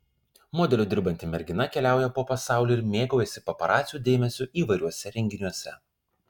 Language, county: Lithuanian, Kaunas